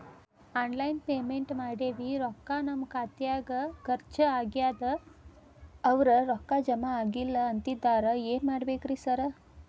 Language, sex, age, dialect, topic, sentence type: Kannada, female, 25-30, Dharwad Kannada, banking, question